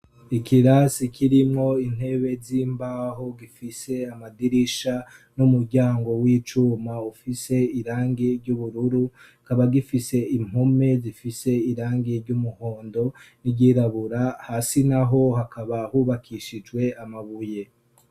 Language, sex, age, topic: Rundi, male, 25-35, education